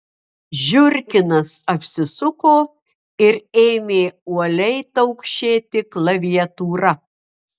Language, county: Lithuanian, Marijampolė